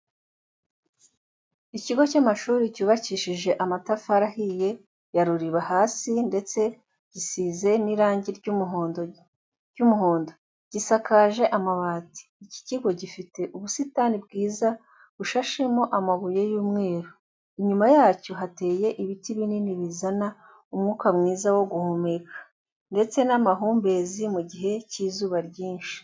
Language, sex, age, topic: Kinyarwanda, female, 25-35, education